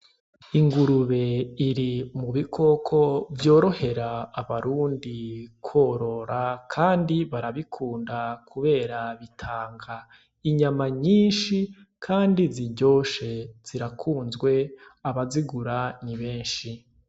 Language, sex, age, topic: Rundi, male, 25-35, agriculture